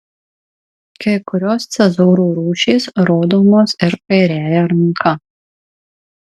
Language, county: Lithuanian, Marijampolė